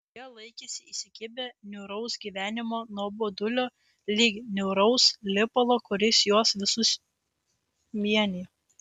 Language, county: Lithuanian, Klaipėda